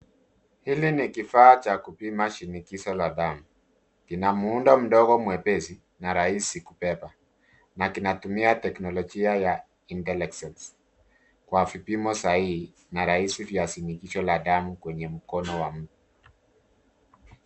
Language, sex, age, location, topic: Swahili, male, 36-49, Nairobi, health